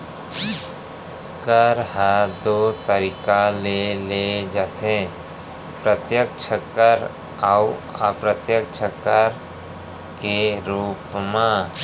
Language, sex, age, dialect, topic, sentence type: Chhattisgarhi, male, 41-45, Central, banking, statement